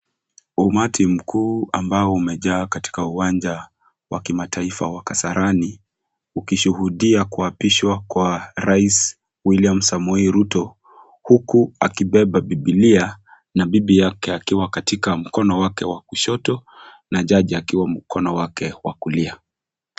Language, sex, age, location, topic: Swahili, male, 25-35, Kisii, government